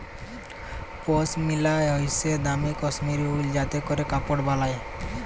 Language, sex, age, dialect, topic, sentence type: Bengali, male, 18-24, Jharkhandi, agriculture, statement